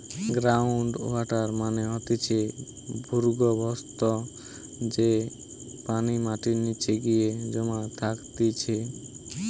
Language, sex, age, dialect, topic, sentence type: Bengali, male, 18-24, Western, agriculture, statement